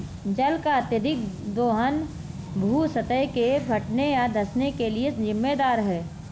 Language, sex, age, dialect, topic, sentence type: Hindi, female, 25-30, Marwari Dhudhari, agriculture, statement